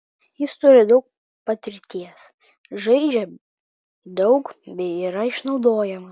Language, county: Lithuanian, Vilnius